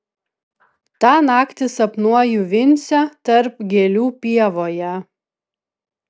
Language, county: Lithuanian, Vilnius